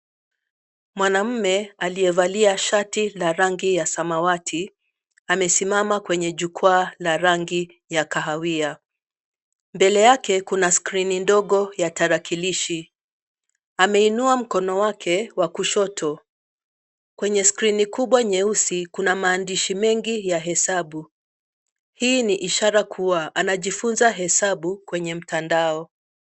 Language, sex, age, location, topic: Swahili, female, 50+, Nairobi, education